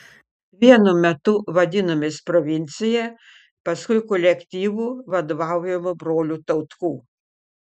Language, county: Lithuanian, Panevėžys